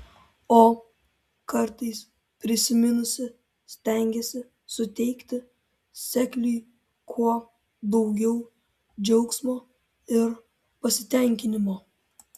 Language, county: Lithuanian, Vilnius